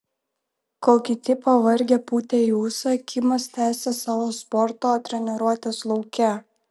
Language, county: Lithuanian, Vilnius